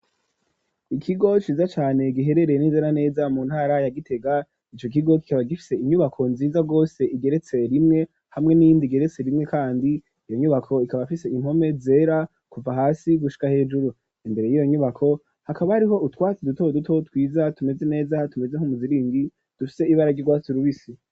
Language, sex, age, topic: Rundi, female, 18-24, education